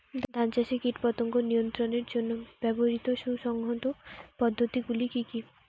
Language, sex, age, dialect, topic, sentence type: Bengali, female, 18-24, Northern/Varendri, agriculture, question